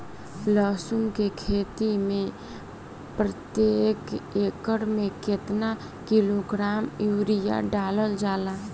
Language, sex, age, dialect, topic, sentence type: Bhojpuri, female, <18, Southern / Standard, agriculture, question